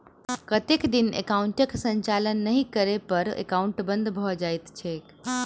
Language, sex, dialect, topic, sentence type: Maithili, female, Southern/Standard, banking, question